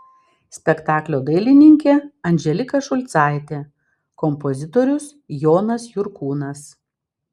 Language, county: Lithuanian, Vilnius